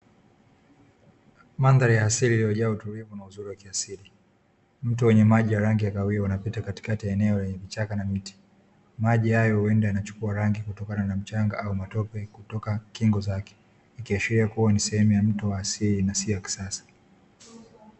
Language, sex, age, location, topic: Swahili, male, 18-24, Dar es Salaam, agriculture